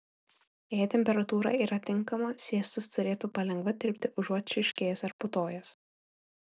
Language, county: Lithuanian, Kaunas